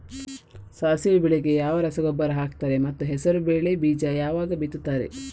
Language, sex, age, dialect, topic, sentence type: Kannada, female, 18-24, Coastal/Dakshin, agriculture, question